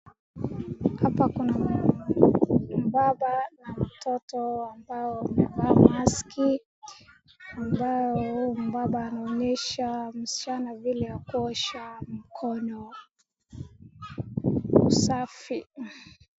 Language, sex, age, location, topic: Swahili, female, 25-35, Wajir, health